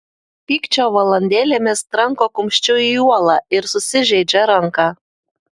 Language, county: Lithuanian, Telšiai